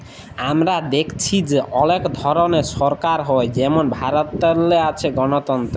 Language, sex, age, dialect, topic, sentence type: Bengali, male, 18-24, Jharkhandi, banking, statement